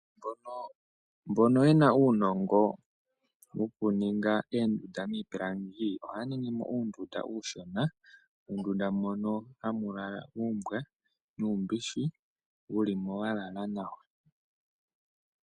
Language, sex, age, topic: Oshiwambo, male, 18-24, finance